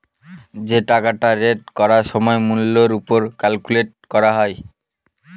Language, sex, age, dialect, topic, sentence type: Bengali, male, 18-24, Northern/Varendri, banking, statement